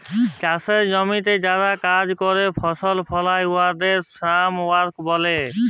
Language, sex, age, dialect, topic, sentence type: Bengali, male, 18-24, Jharkhandi, agriculture, statement